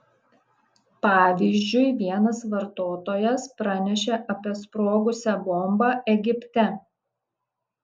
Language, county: Lithuanian, Kaunas